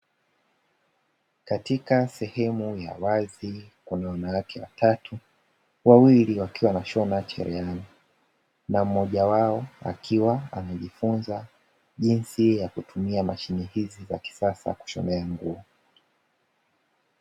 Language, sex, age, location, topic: Swahili, male, 18-24, Dar es Salaam, education